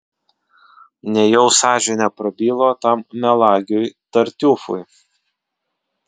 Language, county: Lithuanian, Vilnius